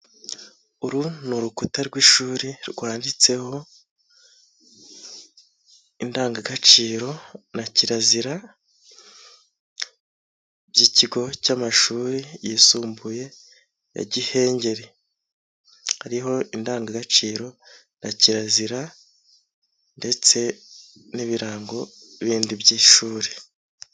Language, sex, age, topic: Kinyarwanda, male, 25-35, education